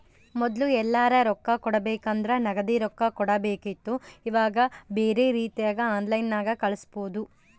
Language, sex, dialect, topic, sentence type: Kannada, female, Central, banking, statement